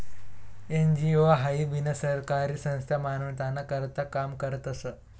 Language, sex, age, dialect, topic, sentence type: Marathi, male, 18-24, Northern Konkan, banking, statement